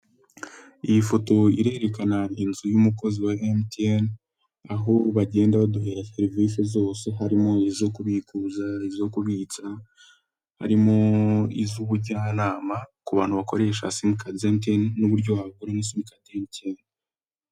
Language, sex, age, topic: Kinyarwanda, male, 18-24, finance